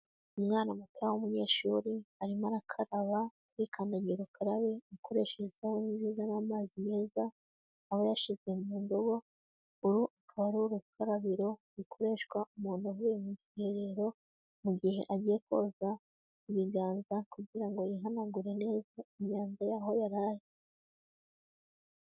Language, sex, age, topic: Kinyarwanda, female, 18-24, health